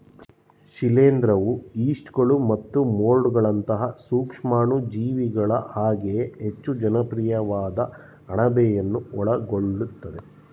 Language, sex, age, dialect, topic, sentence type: Kannada, male, 31-35, Mysore Kannada, agriculture, statement